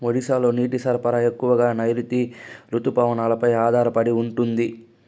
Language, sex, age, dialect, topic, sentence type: Telugu, female, 18-24, Southern, agriculture, statement